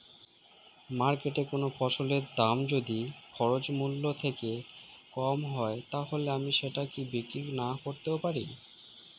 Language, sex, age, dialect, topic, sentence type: Bengali, male, 25-30, Standard Colloquial, agriculture, question